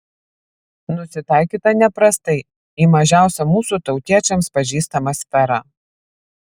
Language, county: Lithuanian, Vilnius